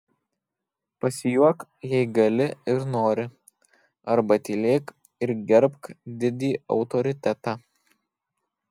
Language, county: Lithuanian, Kaunas